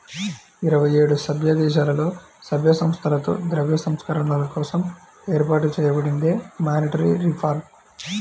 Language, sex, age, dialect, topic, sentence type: Telugu, male, 25-30, Central/Coastal, banking, statement